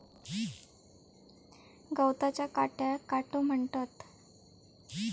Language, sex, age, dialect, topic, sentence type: Marathi, female, 18-24, Southern Konkan, agriculture, statement